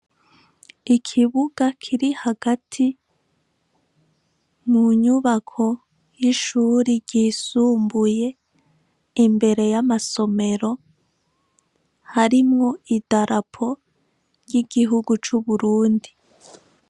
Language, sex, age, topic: Rundi, female, 25-35, education